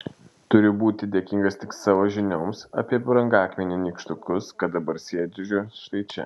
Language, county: Lithuanian, Šiauliai